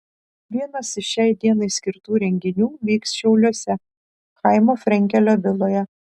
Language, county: Lithuanian, Šiauliai